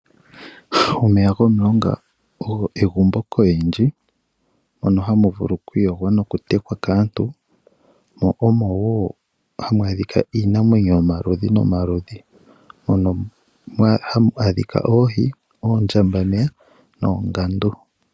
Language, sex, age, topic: Oshiwambo, male, 25-35, agriculture